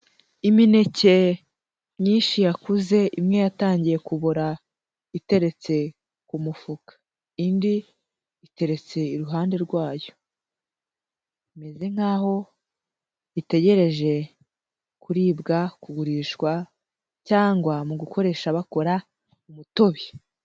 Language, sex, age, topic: Kinyarwanda, female, 18-24, agriculture